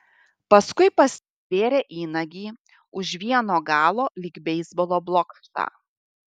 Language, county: Lithuanian, Šiauliai